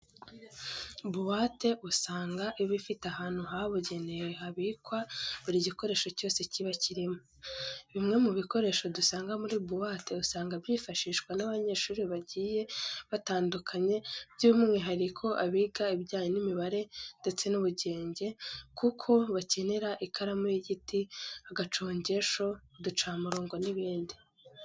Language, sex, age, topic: Kinyarwanda, female, 18-24, education